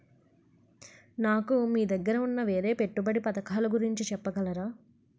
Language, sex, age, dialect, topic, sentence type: Telugu, female, 51-55, Utterandhra, banking, question